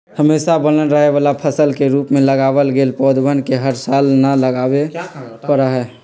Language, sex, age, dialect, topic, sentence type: Magahi, male, 56-60, Western, agriculture, statement